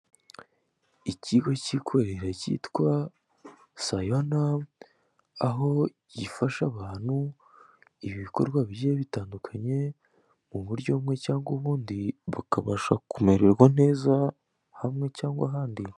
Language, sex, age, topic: Kinyarwanda, male, 18-24, government